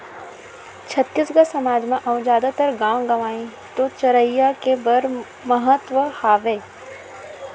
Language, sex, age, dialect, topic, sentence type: Chhattisgarhi, female, 18-24, Central, agriculture, statement